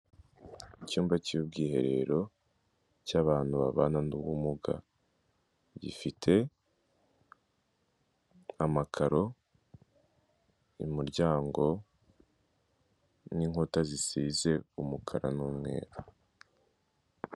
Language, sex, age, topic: Kinyarwanda, male, 18-24, government